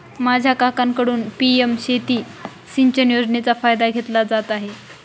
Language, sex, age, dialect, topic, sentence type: Marathi, female, 25-30, Northern Konkan, agriculture, statement